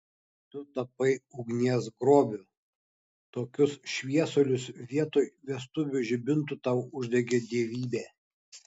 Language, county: Lithuanian, Kaunas